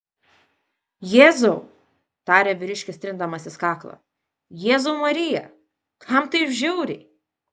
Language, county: Lithuanian, Vilnius